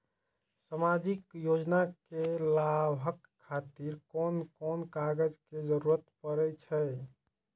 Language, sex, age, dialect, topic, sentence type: Maithili, male, 25-30, Eastern / Thethi, banking, question